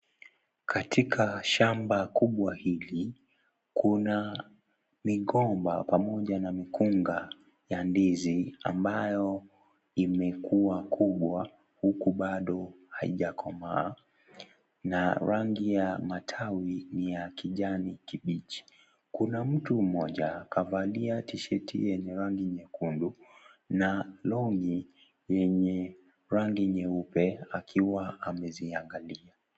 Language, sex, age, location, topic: Swahili, male, 18-24, Kisii, agriculture